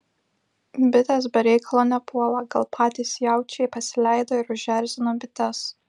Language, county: Lithuanian, Vilnius